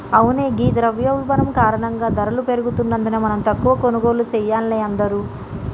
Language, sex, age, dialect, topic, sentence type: Telugu, male, 31-35, Telangana, banking, statement